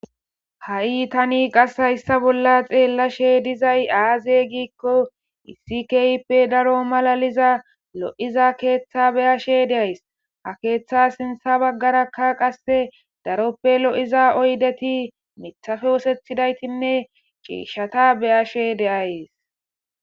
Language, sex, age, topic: Gamo, female, 25-35, government